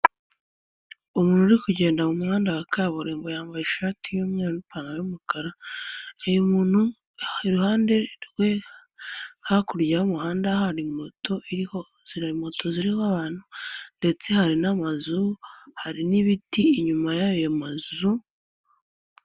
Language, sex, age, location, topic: Kinyarwanda, female, 18-24, Nyagatare, government